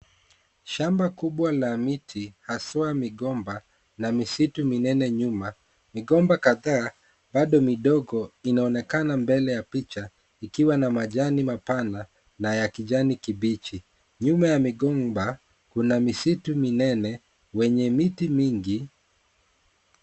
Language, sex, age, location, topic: Swahili, male, 36-49, Kisii, agriculture